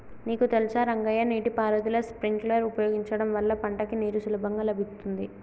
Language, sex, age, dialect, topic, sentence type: Telugu, female, 18-24, Telangana, agriculture, statement